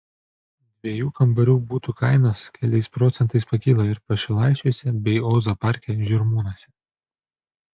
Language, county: Lithuanian, Panevėžys